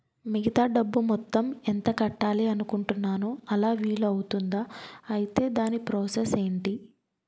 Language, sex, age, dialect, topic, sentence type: Telugu, female, 25-30, Utterandhra, banking, question